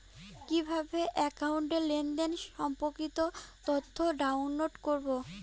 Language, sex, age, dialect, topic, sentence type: Bengali, female, 25-30, Rajbangshi, banking, question